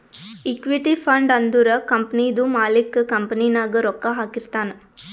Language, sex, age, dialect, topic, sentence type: Kannada, female, 18-24, Northeastern, banking, statement